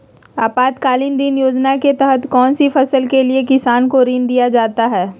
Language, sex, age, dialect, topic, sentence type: Magahi, female, 31-35, Southern, agriculture, question